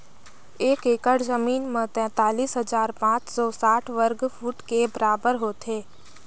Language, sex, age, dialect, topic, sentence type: Chhattisgarhi, female, 60-100, Northern/Bhandar, agriculture, statement